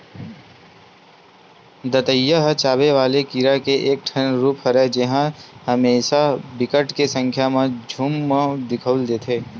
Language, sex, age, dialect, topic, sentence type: Chhattisgarhi, male, 18-24, Western/Budati/Khatahi, agriculture, statement